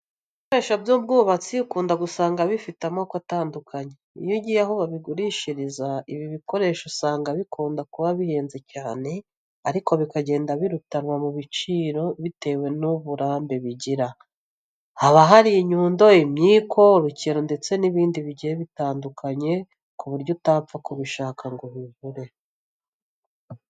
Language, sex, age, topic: Kinyarwanda, female, 36-49, education